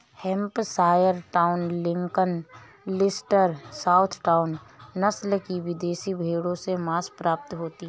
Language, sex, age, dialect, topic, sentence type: Hindi, female, 31-35, Awadhi Bundeli, agriculture, statement